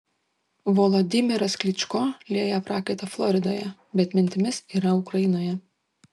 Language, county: Lithuanian, Šiauliai